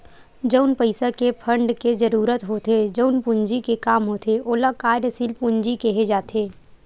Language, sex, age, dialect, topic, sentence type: Chhattisgarhi, female, 18-24, Western/Budati/Khatahi, banking, statement